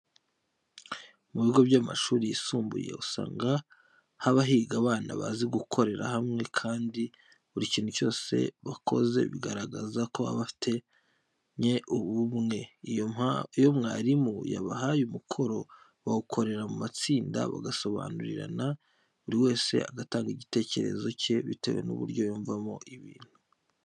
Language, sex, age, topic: Kinyarwanda, male, 25-35, education